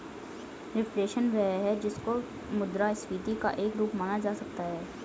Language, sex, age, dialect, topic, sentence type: Hindi, female, 18-24, Hindustani Malvi Khadi Boli, banking, statement